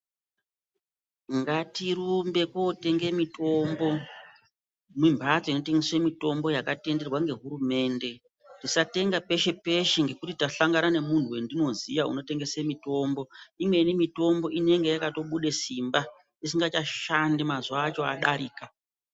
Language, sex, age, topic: Ndau, female, 36-49, health